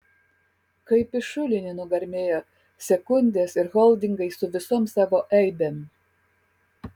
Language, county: Lithuanian, Kaunas